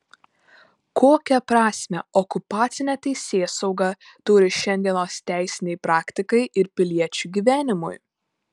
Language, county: Lithuanian, Panevėžys